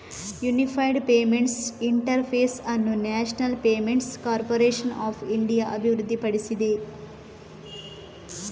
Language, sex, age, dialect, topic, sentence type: Kannada, female, 18-24, Coastal/Dakshin, banking, statement